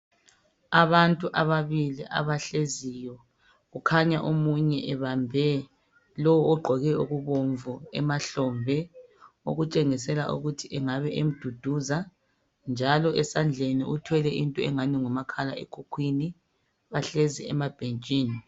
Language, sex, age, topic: North Ndebele, male, 36-49, health